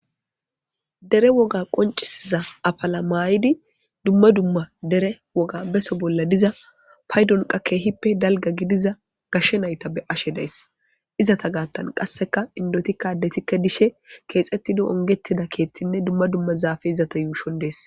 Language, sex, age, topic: Gamo, male, 18-24, government